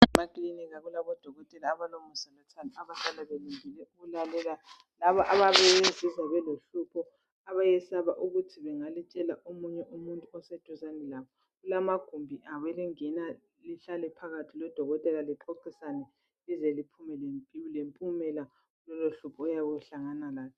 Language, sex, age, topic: North Ndebele, female, 25-35, health